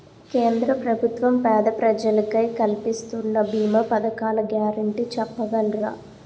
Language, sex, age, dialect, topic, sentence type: Telugu, female, 18-24, Utterandhra, banking, question